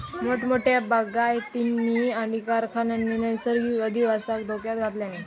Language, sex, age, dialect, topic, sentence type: Marathi, female, 18-24, Southern Konkan, agriculture, statement